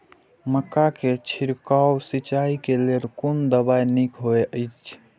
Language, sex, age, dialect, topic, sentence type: Maithili, male, 18-24, Eastern / Thethi, agriculture, question